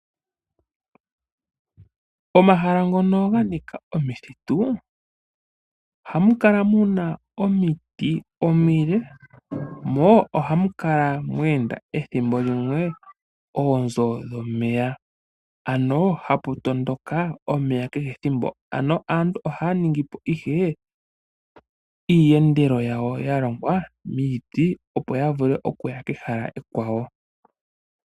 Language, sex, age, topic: Oshiwambo, male, 25-35, agriculture